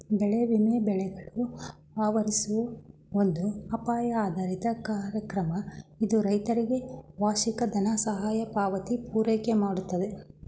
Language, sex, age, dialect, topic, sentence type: Kannada, male, 46-50, Mysore Kannada, agriculture, statement